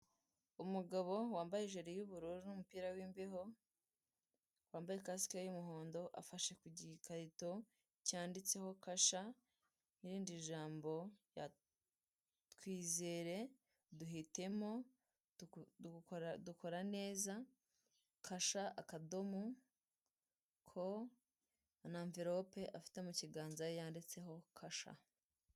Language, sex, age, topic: Kinyarwanda, female, 18-24, finance